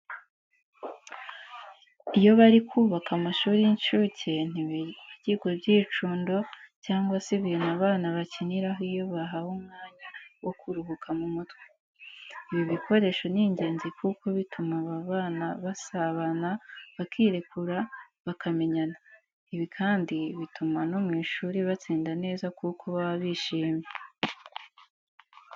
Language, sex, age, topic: Kinyarwanda, female, 18-24, education